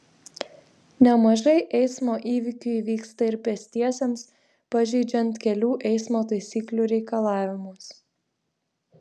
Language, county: Lithuanian, Vilnius